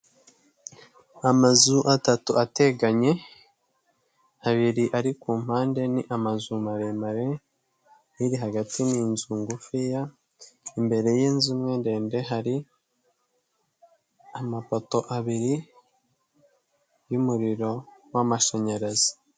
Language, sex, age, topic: Kinyarwanda, male, 18-24, government